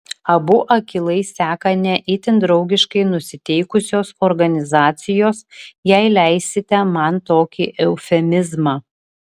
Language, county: Lithuanian, Vilnius